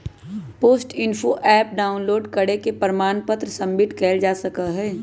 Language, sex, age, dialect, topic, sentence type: Magahi, male, 18-24, Western, banking, statement